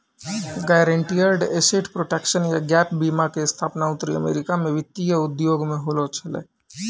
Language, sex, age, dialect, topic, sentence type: Maithili, male, 18-24, Angika, banking, statement